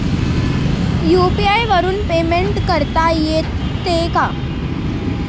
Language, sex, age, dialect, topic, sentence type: Marathi, male, <18, Standard Marathi, banking, question